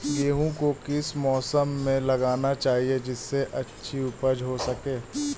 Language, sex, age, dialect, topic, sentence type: Hindi, male, 18-24, Awadhi Bundeli, agriculture, question